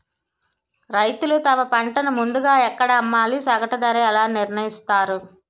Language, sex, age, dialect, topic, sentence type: Telugu, female, 18-24, Utterandhra, agriculture, question